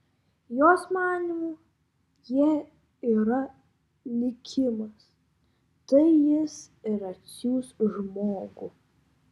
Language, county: Lithuanian, Vilnius